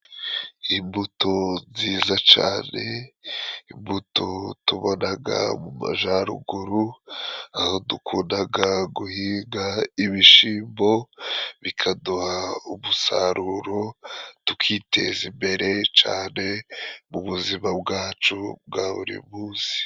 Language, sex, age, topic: Kinyarwanda, male, 25-35, agriculture